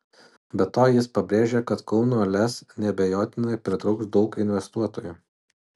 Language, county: Lithuanian, Utena